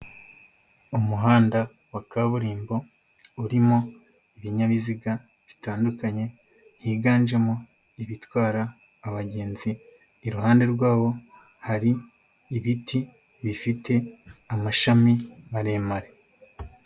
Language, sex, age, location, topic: Kinyarwanda, male, 18-24, Huye, government